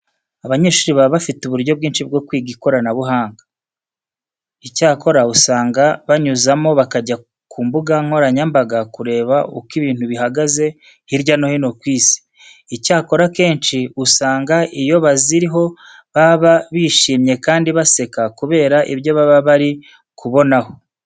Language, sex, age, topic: Kinyarwanda, male, 36-49, education